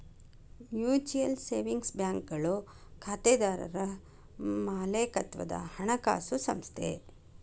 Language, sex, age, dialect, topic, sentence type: Kannada, female, 56-60, Dharwad Kannada, banking, statement